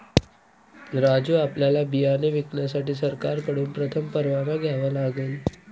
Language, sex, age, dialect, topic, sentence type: Marathi, male, 18-24, Northern Konkan, agriculture, statement